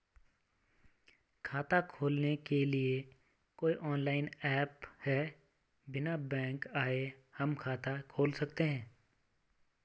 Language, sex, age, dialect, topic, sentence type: Hindi, male, 25-30, Garhwali, banking, question